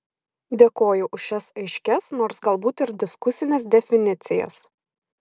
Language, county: Lithuanian, Šiauliai